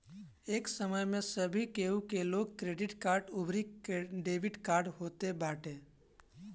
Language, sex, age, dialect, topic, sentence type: Bhojpuri, male, 18-24, Northern, banking, statement